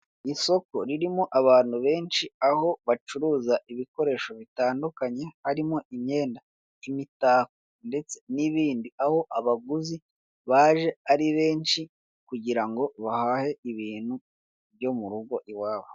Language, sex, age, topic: Kinyarwanda, male, 25-35, finance